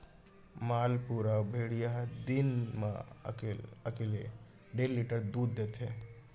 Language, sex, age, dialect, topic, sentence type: Chhattisgarhi, male, 60-100, Central, agriculture, statement